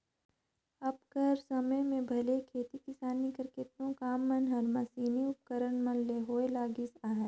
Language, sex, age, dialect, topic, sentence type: Chhattisgarhi, female, 25-30, Northern/Bhandar, banking, statement